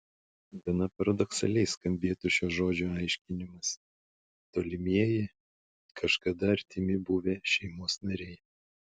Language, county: Lithuanian, Šiauliai